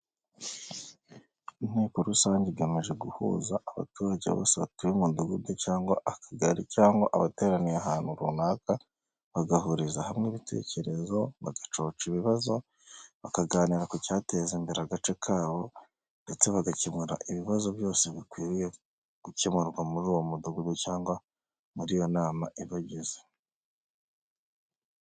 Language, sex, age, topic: Kinyarwanda, male, 25-35, health